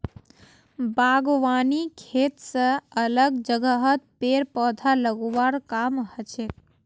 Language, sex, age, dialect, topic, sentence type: Magahi, female, 18-24, Northeastern/Surjapuri, agriculture, statement